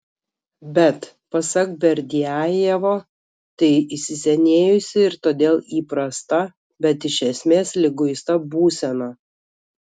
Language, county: Lithuanian, Kaunas